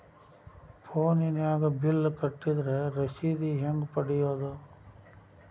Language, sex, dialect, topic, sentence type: Kannada, male, Dharwad Kannada, banking, question